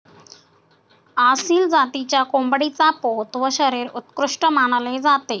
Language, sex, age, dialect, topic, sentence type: Marathi, female, 60-100, Standard Marathi, agriculture, statement